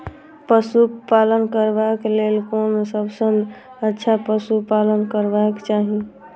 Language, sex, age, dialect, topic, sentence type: Maithili, male, 25-30, Eastern / Thethi, agriculture, question